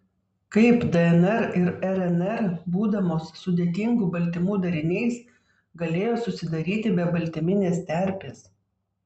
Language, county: Lithuanian, Vilnius